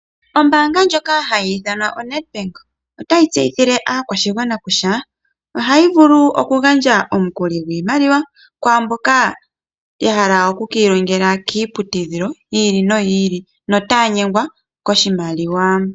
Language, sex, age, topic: Oshiwambo, female, 25-35, finance